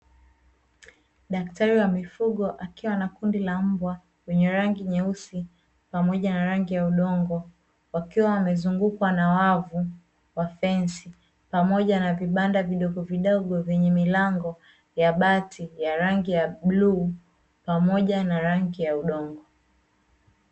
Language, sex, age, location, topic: Swahili, female, 25-35, Dar es Salaam, agriculture